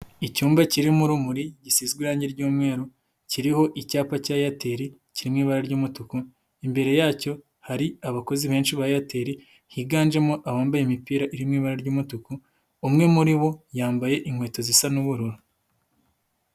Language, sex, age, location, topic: Kinyarwanda, male, 25-35, Nyagatare, finance